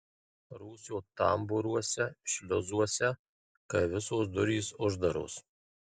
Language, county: Lithuanian, Marijampolė